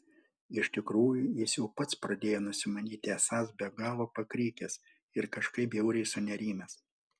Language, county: Lithuanian, Panevėžys